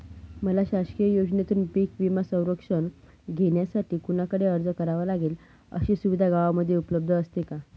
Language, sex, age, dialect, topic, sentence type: Marathi, female, 31-35, Northern Konkan, agriculture, question